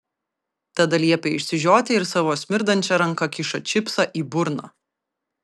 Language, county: Lithuanian, Vilnius